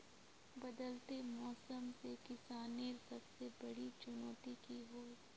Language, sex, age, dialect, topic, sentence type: Magahi, female, 51-55, Northeastern/Surjapuri, agriculture, question